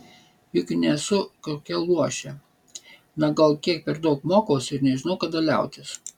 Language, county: Lithuanian, Vilnius